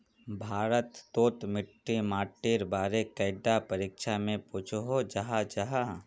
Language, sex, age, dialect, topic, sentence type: Magahi, male, 18-24, Northeastern/Surjapuri, agriculture, question